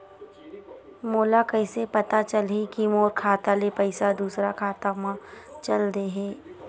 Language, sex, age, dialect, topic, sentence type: Chhattisgarhi, female, 51-55, Western/Budati/Khatahi, banking, question